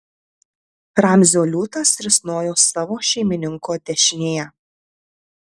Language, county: Lithuanian, Tauragė